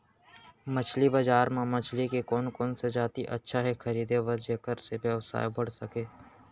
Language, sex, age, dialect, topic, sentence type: Chhattisgarhi, male, 18-24, Central, agriculture, question